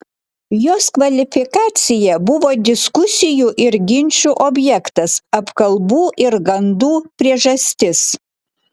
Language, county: Lithuanian, Klaipėda